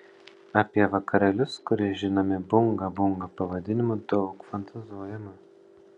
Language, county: Lithuanian, Panevėžys